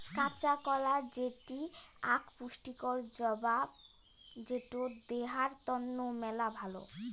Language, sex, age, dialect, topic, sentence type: Bengali, female, 18-24, Rajbangshi, agriculture, statement